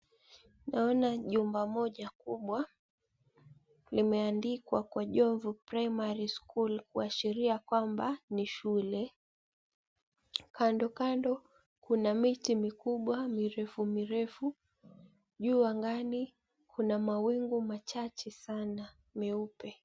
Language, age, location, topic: Swahili, 18-24, Mombasa, education